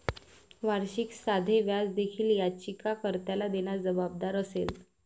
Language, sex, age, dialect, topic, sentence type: Marathi, female, 25-30, Varhadi, banking, statement